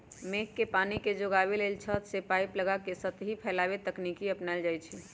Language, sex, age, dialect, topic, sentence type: Magahi, female, 31-35, Western, agriculture, statement